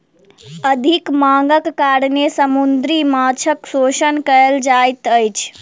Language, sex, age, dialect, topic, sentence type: Maithili, female, 18-24, Southern/Standard, agriculture, statement